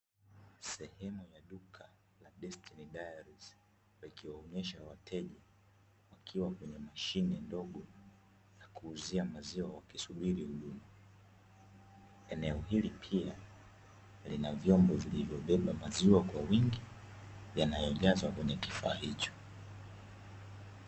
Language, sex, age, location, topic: Swahili, male, 25-35, Dar es Salaam, finance